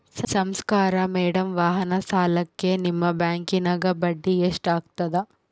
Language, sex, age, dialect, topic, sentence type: Kannada, female, 18-24, Central, banking, question